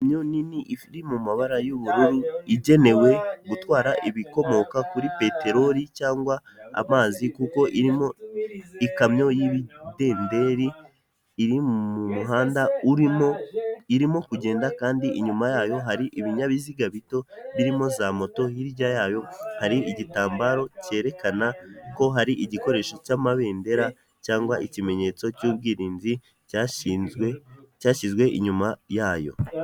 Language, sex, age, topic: Kinyarwanda, male, 18-24, government